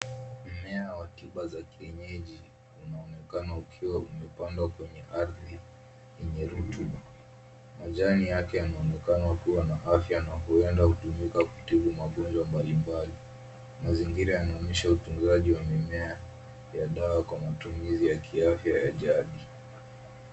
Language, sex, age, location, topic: Swahili, male, 18-24, Nairobi, health